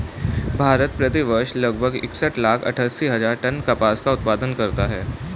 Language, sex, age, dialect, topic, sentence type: Hindi, male, 18-24, Hindustani Malvi Khadi Boli, agriculture, statement